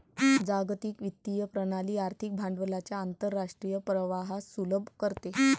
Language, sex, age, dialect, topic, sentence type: Marathi, female, 25-30, Varhadi, banking, statement